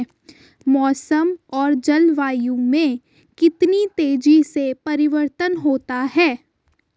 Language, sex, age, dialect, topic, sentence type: Hindi, female, 18-24, Hindustani Malvi Khadi Boli, agriculture, question